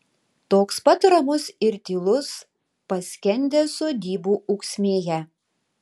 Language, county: Lithuanian, Tauragė